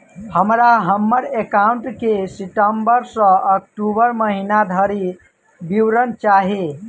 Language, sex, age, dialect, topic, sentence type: Maithili, male, 18-24, Southern/Standard, banking, question